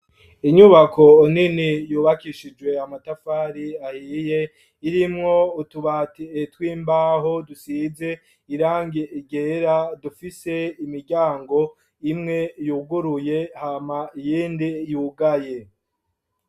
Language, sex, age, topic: Rundi, male, 25-35, education